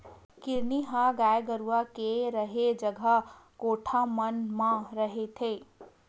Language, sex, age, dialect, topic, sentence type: Chhattisgarhi, female, 18-24, Western/Budati/Khatahi, agriculture, statement